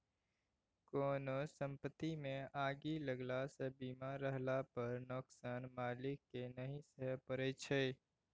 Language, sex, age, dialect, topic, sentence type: Maithili, male, 18-24, Bajjika, banking, statement